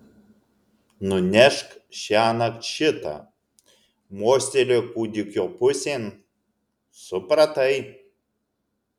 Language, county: Lithuanian, Alytus